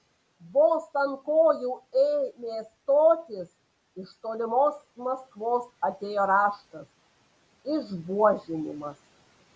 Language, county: Lithuanian, Panevėžys